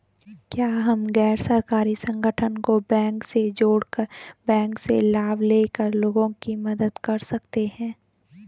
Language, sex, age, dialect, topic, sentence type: Hindi, female, 18-24, Garhwali, banking, question